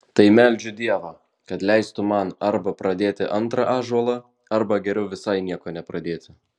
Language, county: Lithuanian, Vilnius